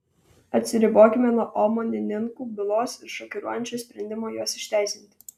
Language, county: Lithuanian, Vilnius